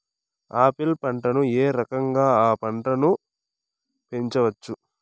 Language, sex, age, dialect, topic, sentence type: Telugu, male, 18-24, Southern, agriculture, question